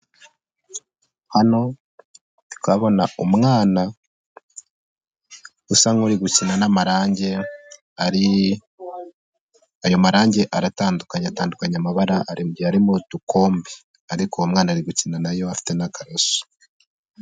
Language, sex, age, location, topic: Kinyarwanda, male, 18-24, Nyagatare, education